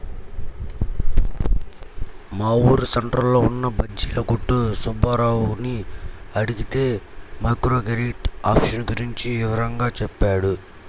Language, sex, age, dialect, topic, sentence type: Telugu, male, 18-24, Central/Coastal, banking, statement